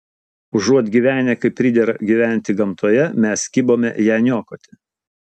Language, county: Lithuanian, Utena